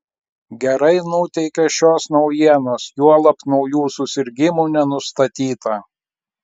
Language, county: Lithuanian, Klaipėda